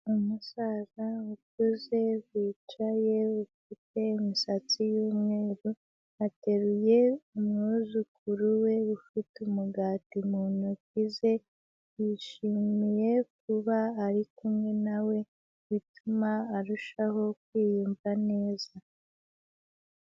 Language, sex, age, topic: Kinyarwanda, female, 18-24, health